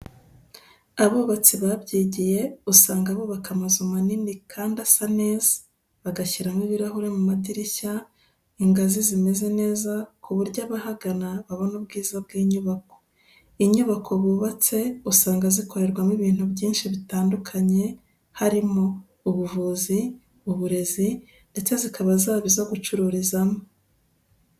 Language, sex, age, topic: Kinyarwanda, female, 36-49, education